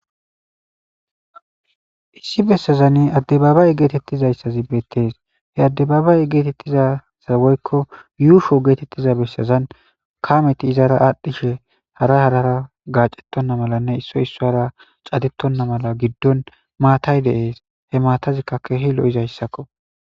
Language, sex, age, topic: Gamo, male, 18-24, government